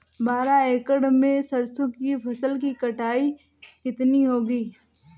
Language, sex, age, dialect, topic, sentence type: Hindi, female, 18-24, Marwari Dhudhari, agriculture, question